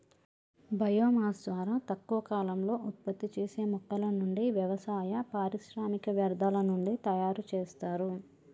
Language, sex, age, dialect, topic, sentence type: Telugu, male, 36-40, Telangana, agriculture, statement